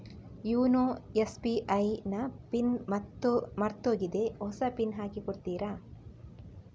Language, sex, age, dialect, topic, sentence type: Kannada, female, 18-24, Coastal/Dakshin, banking, question